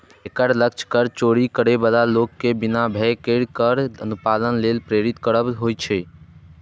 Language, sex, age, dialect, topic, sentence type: Maithili, male, 18-24, Eastern / Thethi, banking, statement